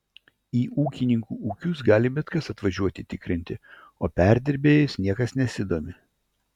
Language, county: Lithuanian, Vilnius